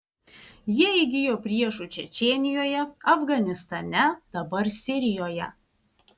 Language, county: Lithuanian, Vilnius